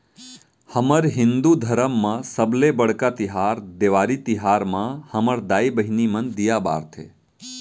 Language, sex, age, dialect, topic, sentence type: Chhattisgarhi, male, 31-35, Central, banking, statement